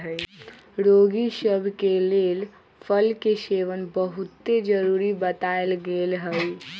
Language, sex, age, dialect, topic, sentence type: Magahi, female, 18-24, Western, agriculture, statement